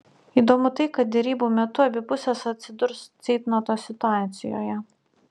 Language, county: Lithuanian, Utena